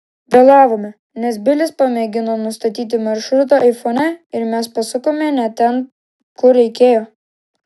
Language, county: Lithuanian, Klaipėda